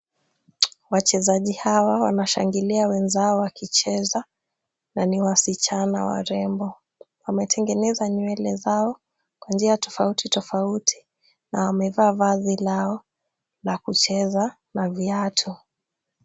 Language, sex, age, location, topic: Swahili, female, 18-24, Kisumu, government